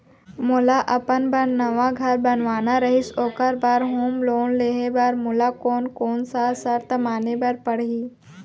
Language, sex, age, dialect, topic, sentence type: Chhattisgarhi, female, 18-24, Central, banking, question